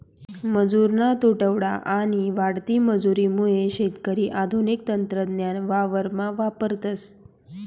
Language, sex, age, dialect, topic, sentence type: Marathi, female, 46-50, Northern Konkan, agriculture, statement